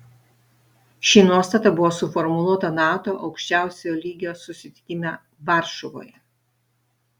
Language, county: Lithuanian, Utena